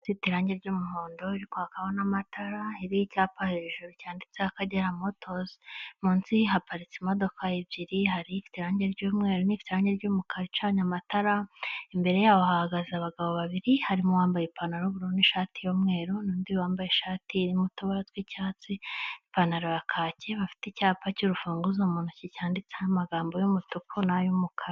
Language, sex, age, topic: Kinyarwanda, male, 18-24, finance